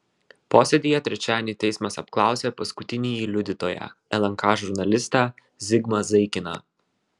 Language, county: Lithuanian, Vilnius